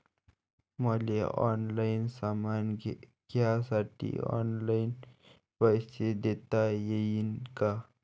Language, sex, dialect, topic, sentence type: Marathi, male, Varhadi, banking, question